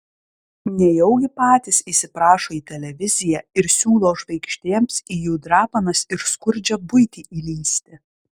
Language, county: Lithuanian, Klaipėda